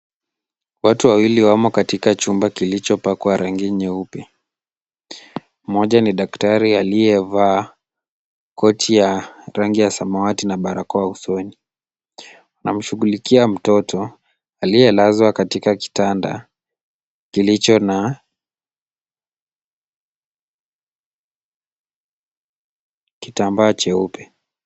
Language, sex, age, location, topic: Swahili, male, 18-24, Kisumu, health